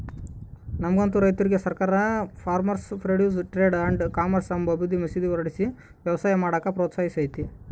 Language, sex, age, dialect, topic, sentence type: Kannada, male, 18-24, Central, agriculture, statement